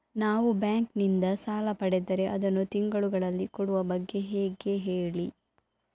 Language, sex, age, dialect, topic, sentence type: Kannada, female, 25-30, Coastal/Dakshin, banking, question